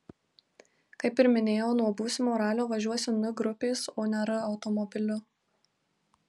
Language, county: Lithuanian, Marijampolė